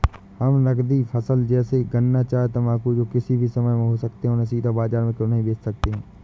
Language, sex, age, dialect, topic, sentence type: Hindi, male, 25-30, Awadhi Bundeli, agriculture, question